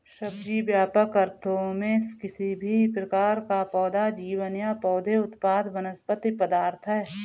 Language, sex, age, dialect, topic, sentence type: Hindi, female, 41-45, Marwari Dhudhari, agriculture, statement